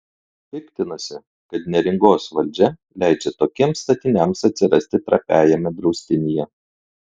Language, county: Lithuanian, Klaipėda